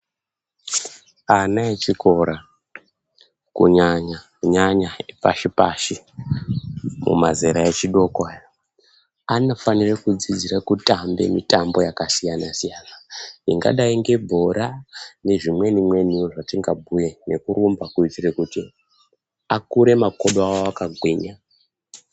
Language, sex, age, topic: Ndau, male, 25-35, education